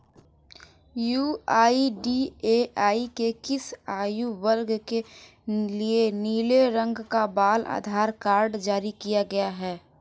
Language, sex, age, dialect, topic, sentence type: Hindi, female, 18-24, Hindustani Malvi Khadi Boli, banking, question